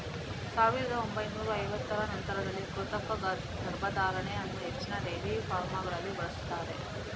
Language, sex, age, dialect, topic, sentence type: Kannada, female, 31-35, Coastal/Dakshin, agriculture, statement